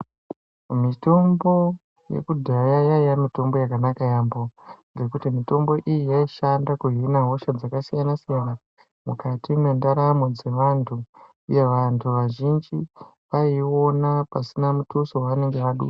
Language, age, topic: Ndau, 18-24, health